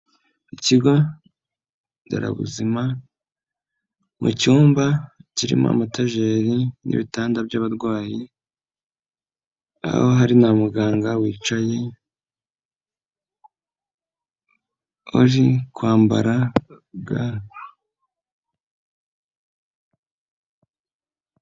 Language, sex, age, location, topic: Kinyarwanda, male, 25-35, Nyagatare, health